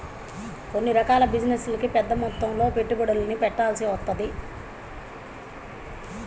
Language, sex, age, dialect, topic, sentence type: Telugu, male, 51-55, Central/Coastal, banking, statement